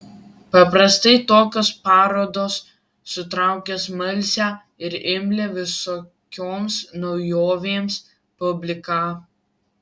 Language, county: Lithuanian, Vilnius